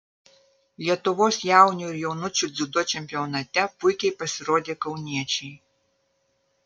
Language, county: Lithuanian, Vilnius